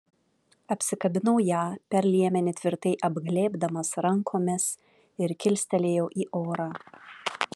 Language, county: Lithuanian, Vilnius